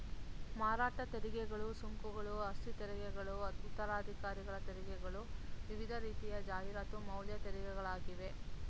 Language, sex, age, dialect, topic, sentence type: Kannada, female, 18-24, Mysore Kannada, banking, statement